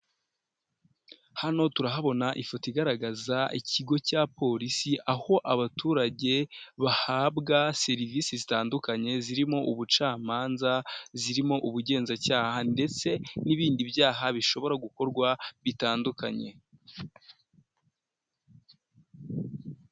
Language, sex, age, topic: Kinyarwanda, female, 18-24, government